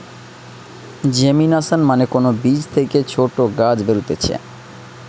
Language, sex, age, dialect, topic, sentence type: Bengali, male, 31-35, Western, agriculture, statement